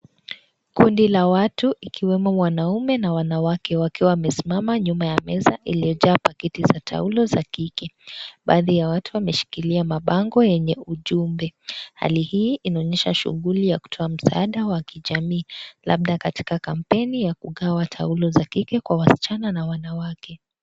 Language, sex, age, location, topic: Swahili, female, 18-24, Kisii, health